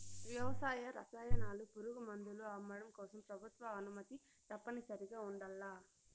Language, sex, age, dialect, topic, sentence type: Telugu, female, 60-100, Southern, agriculture, statement